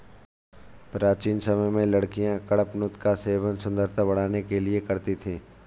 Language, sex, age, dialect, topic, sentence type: Hindi, male, 25-30, Awadhi Bundeli, agriculture, statement